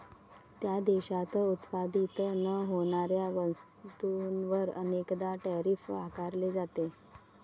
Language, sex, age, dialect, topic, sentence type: Marathi, female, 31-35, Varhadi, banking, statement